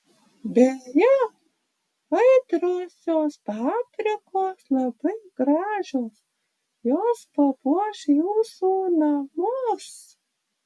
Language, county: Lithuanian, Panevėžys